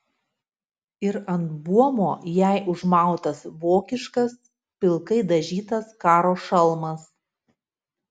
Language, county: Lithuanian, Utena